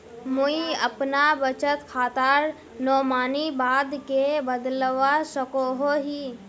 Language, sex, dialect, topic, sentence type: Magahi, female, Northeastern/Surjapuri, banking, question